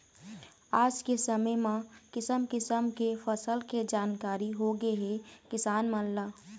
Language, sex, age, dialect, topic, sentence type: Chhattisgarhi, female, 18-24, Eastern, agriculture, statement